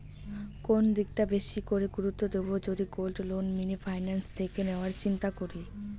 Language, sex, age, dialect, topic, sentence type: Bengali, female, 18-24, Rajbangshi, banking, question